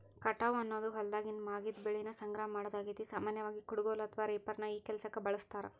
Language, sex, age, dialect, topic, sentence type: Kannada, female, 18-24, Dharwad Kannada, agriculture, statement